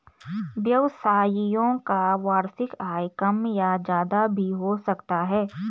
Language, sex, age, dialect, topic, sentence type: Hindi, female, 25-30, Garhwali, banking, statement